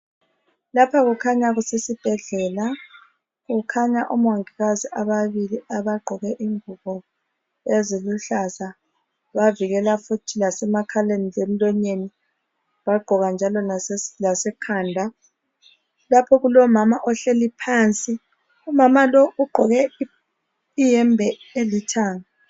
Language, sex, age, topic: North Ndebele, female, 36-49, health